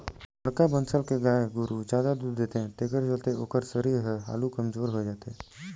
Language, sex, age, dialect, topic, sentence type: Chhattisgarhi, male, 60-100, Northern/Bhandar, agriculture, statement